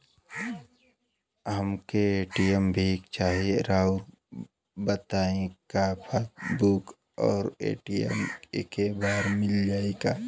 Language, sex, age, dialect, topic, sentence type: Bhojpuri, male, 18-24, Western, banking, question